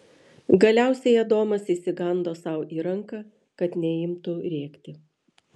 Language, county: Lithuanian, Vilnius